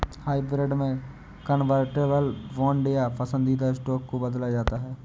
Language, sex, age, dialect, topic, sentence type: Hindi, male, 18-24, Awadhi Bundeli, banking, statement